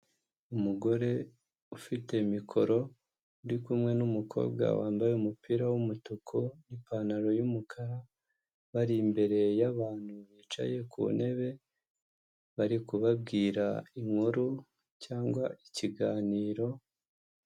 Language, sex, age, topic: Kinyarwanda, male, 25-35, health